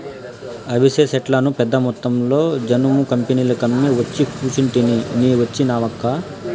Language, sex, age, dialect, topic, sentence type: Telugu, female, 31-35, Southern, agriculture, statement